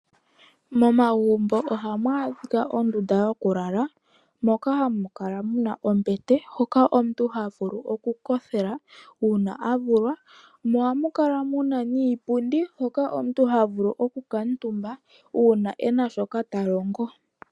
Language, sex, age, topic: Oshiwambo, male, 25-35, finance